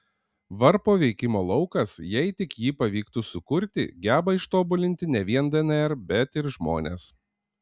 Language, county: Lithuanian, Panevėžys